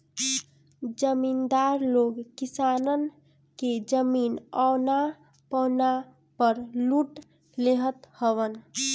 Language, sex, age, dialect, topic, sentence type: Bhojpuri, female, 36-40, Northern, banking, statement